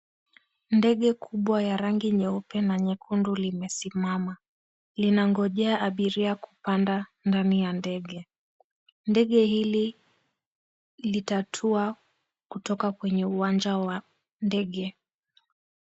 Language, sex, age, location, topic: Swahili, female, 18-24, Mombasa, government